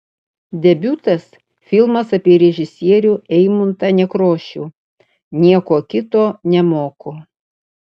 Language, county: Lithuanian, Utena